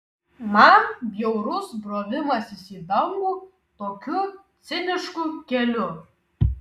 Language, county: Lithuanian, Kaunas